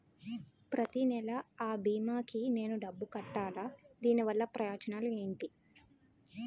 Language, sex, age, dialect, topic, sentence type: Telugu, female, 18-24, Utterandhra, banking, question